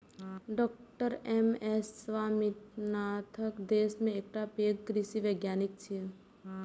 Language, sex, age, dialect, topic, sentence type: Maithili, female, 18-24, Eastern / Thethi, agriculture, statement